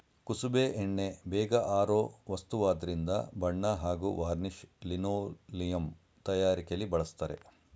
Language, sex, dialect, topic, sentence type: Kannada, male, Mysore Kannada, agriculture, statement